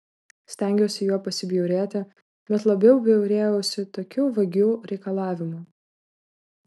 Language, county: Lithuanian, Klaipėda